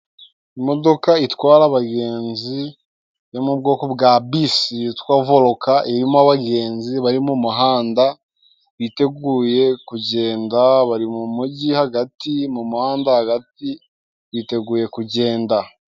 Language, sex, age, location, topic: Kinyarwanda, male, 18-24, Musanze, government